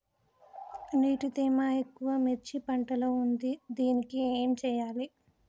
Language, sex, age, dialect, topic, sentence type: Telugu, male, 18-24, Telangana, agriculture, question